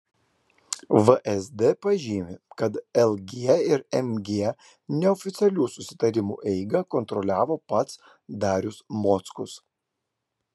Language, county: Lithuanian, Klaipėda